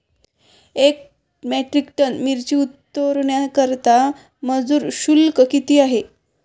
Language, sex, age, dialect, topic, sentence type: Marathi, female, 25-30, Standard Marathi, agriculture, question